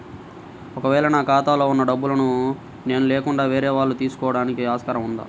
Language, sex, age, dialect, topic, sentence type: Telugu, male, 18-24, Central/Coastal, banking, question